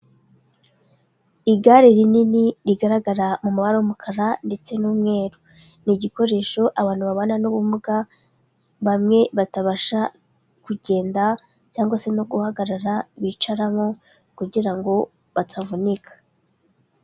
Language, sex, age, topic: Kinyarwanda, female, 25-35, health